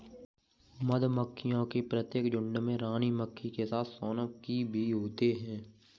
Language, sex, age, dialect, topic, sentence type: Hindi, male, 18-24, Kanauji Braj Bhasha, agriculture, statement